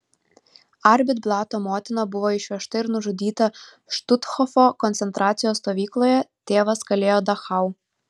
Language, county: Lithuanian, Vilnius